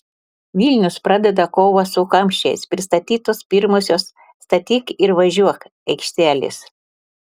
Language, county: Lithuanian, Telšiai